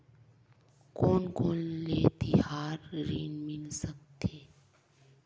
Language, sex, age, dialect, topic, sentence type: Chhattisgarhi, female, 18-24, Western/Budati/Khatahi, banking, question